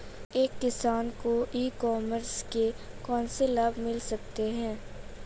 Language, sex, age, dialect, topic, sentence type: Hindi, female, 18-24, Marwari Dhudhari, agriculture, question